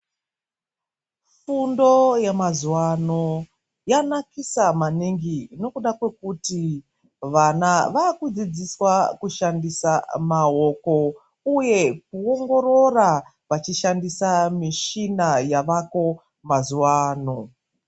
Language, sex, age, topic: Ndau, female, 36-49, education